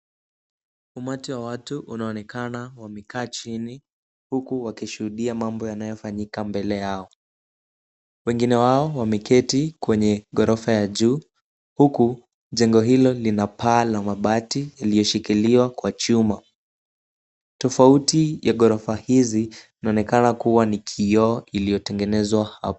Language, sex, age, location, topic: Swahili, male, 18-24, Kisumu, government